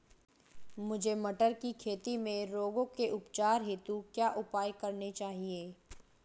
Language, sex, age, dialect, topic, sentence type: Hindi, female, 18-24, Marwari Dhudhari, agriculture, statement